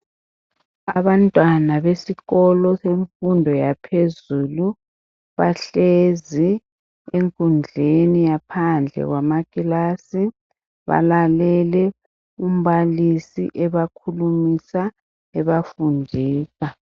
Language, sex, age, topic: North Ndebele, male, 50+, education